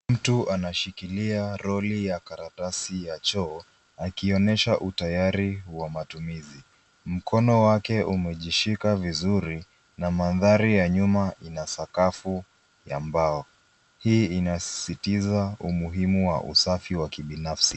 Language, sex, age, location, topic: Swahili, male, 25-35, Nairobi, health